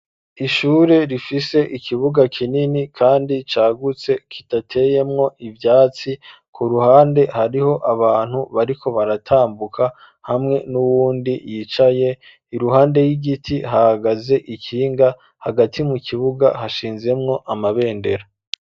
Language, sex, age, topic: Rundi, male, 25-35, education